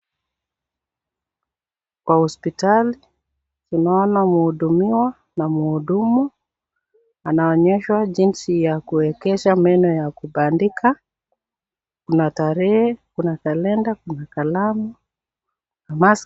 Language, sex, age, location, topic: Swahili, female, 36-49, Nakuru, health